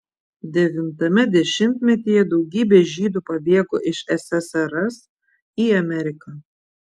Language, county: Lithuanian, Vilnius